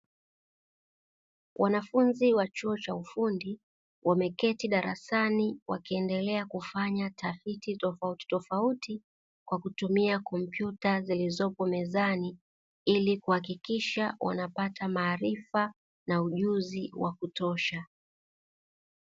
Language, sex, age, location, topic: Swahili, female, 36-49, Dar es Salaam, education